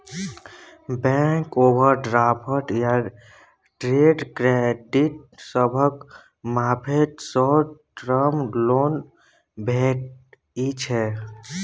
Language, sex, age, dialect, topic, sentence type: Maithili, male, 18-24, Bajjika, banking, statement